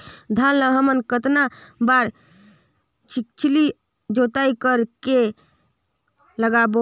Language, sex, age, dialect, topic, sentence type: Chhattisgarhi, female, 25-30, Northern/Bhandar, agriculture, question